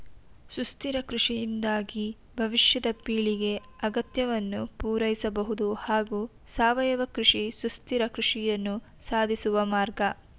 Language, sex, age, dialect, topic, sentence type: Kannada, female, 18-24, Mysore Kannada, agriculture, statement